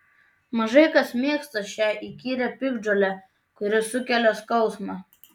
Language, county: Lithuanian, Tauragė